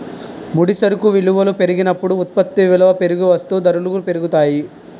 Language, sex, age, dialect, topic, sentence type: Telugu, male, 18-24, Utterandhra, banking, statement